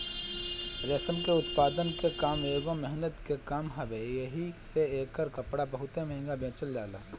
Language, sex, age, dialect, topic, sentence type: Bhojpuri, male, 25-30, Northern, agriculture, statement